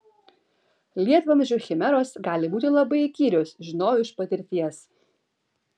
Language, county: Lithuanian, Vilnius